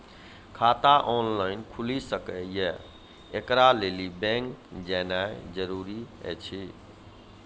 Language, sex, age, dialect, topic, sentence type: Maithili, male, 51-55, Angika, banking, question